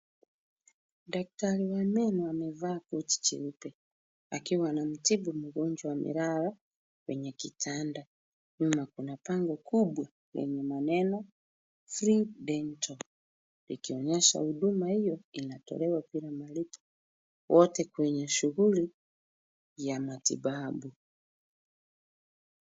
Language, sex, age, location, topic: Swahili, female, 25-35, Kisumu, health